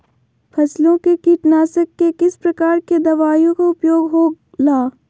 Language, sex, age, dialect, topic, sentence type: Magahi, female, 60-100, Southern, agriculture, question